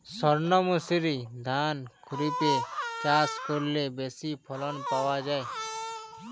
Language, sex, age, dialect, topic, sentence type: Bengali, male, 18-24, Jharkhandi, agriculture, question